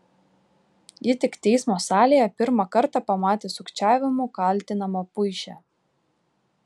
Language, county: Lithuanian, Klaipėda